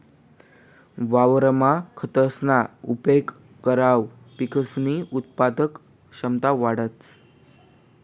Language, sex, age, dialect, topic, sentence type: Marathi, male, 18-24, Northern Konkan, agriculture, statement